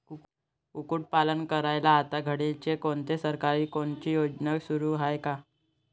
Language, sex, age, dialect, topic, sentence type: Marathi, male, 18-24, Varhadi, agriculture, question